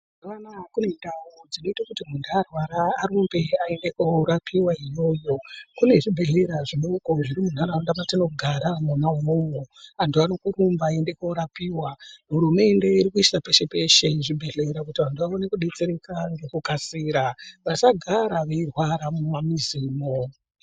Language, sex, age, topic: Ndau, female, 36-49, health